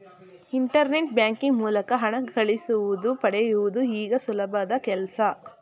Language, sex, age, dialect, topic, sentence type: Kannada, female, 36-40, Mysore Kannada, banking, statement